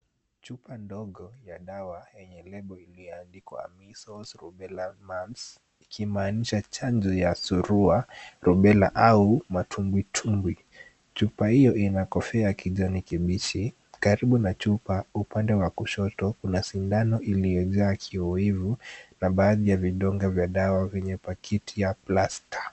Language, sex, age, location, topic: Swahili, male, 18-24, Kisumu, health